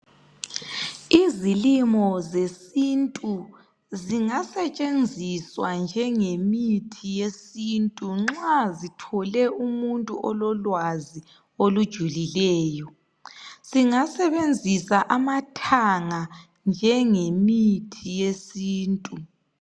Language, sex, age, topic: North Ndebele, female, 25-35, health